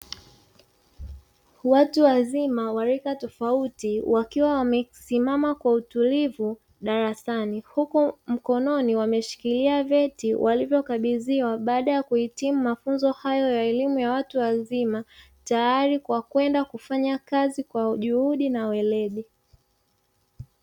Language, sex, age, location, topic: Swahili, female, 36-49, Dar es Salaam, education